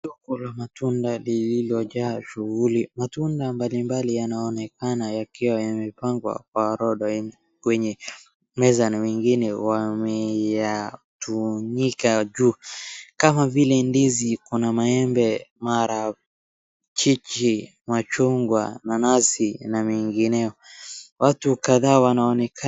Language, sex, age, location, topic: Swahili, male, 36-49, Wajir, finance